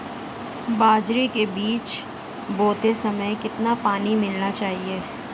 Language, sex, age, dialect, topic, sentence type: Hindi, female, 31-35, Marwari Dhudhari, agriculture, question